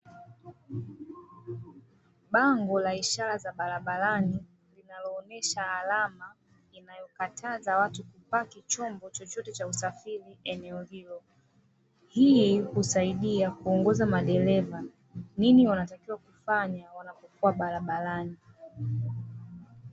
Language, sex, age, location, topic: Swahili, female, 25-35, Dar es Salaam, government